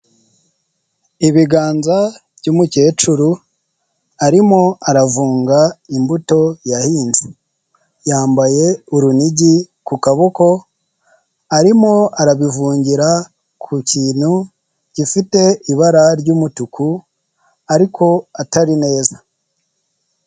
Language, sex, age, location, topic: Kinyarwanda, female, 18-24, Nyagatare, agriculture